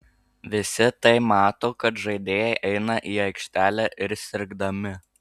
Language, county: Lithuanian, Marijampolė